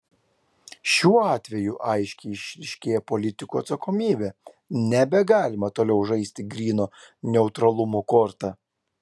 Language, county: Lithuanian, Klaipėda